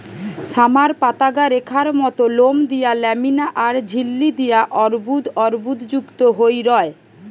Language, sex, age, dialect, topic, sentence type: Bengali, female, 31-35, Western, agriculture, statement